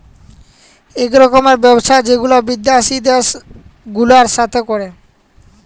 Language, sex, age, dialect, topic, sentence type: Bengali, male, 18-24, Jharkhandi, banking, statement